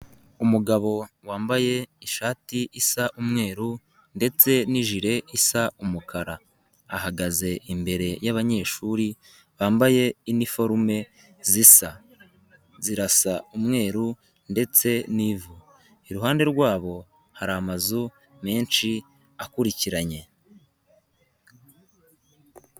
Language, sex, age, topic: Kinyarwanda, male, 18-24, education